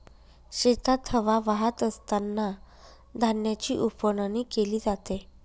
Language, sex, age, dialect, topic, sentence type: Marathi, female, 31-35, Northern Konkan, agriculture, statement